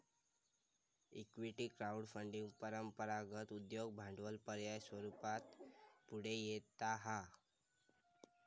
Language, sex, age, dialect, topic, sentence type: Marathi, male, 18-24, Southern Konkan, banking, statement